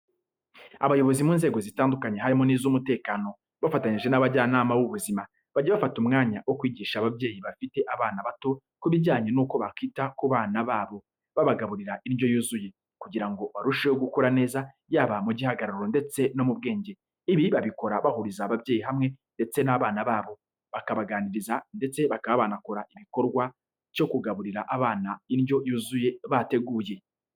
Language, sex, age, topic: Kinyarwanda, male, 25-35, education